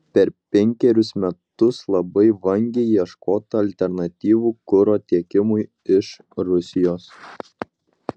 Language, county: Lithuanian, Utena